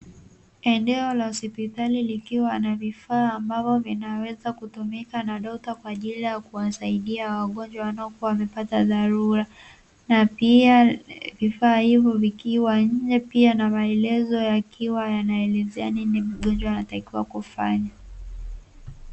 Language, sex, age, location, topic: Swahili, female, 18-24, Dar es Salaam, health